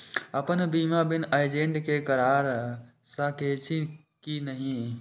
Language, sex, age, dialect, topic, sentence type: Maithili, male, 18-24, Eastern / Thethi, banking, question